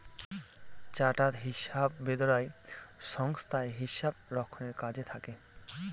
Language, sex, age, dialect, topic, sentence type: Bengali, male, 25-30, Northern/Varendri, banking, statement